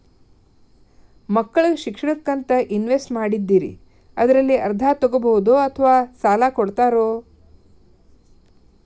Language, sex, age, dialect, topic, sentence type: Kannada, female, 46-50, Dharwad Kannada, banking, question